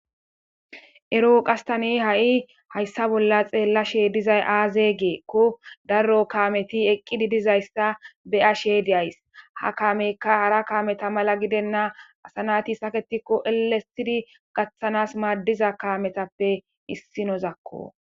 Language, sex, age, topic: Gamo, male, 18-24, government